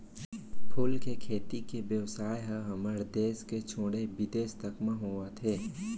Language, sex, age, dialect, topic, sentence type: Chhattisgarhi, male, 60-100, Central, agriculture, statement